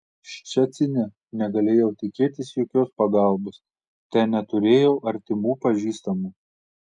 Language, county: Lithuanian, Telšiai